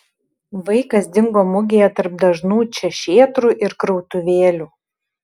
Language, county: Lithuanian, Kaunas